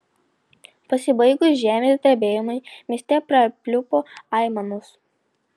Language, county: Lithuanian, Panevėžys